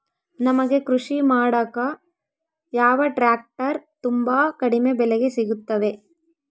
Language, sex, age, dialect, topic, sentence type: Kannada, female, 18-24, Central, agriculture, question